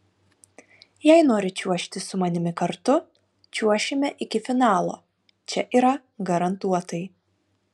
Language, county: Lithuanian, Kaunas